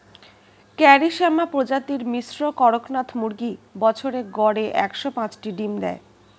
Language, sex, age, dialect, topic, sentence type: Bengali, female, 31-35, Standard Colloquial, agriculture, statement